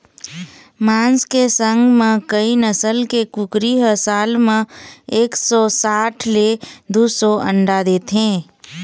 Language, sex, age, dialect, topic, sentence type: Chhattisgarhi, female, 25-30, Eastern, agriculture, statement